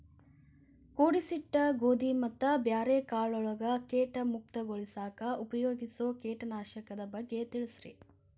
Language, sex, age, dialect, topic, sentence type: Kannada, female, 25-30, Dharwad Kannada, agriculture, question